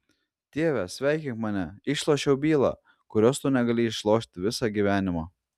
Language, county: Lithuanian, Klaipėda